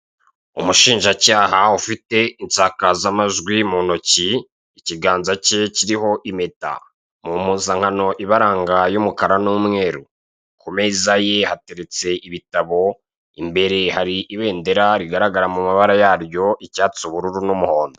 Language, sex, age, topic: Kinyarwanda, male, 36-49, government